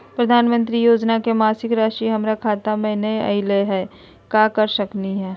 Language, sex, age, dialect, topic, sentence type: Magahi, female, 31-35, Southern, banking, question